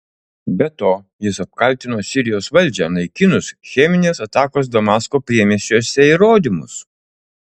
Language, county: Lithuanian, Utena